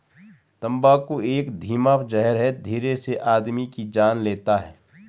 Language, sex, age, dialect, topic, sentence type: Hindi, male, 36-40, Garhwali, agriculture, statement